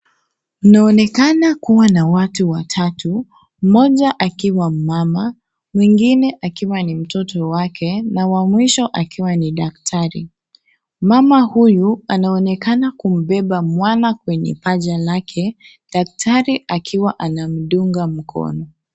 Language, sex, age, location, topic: Swahili, female, 25-35, Kisii, health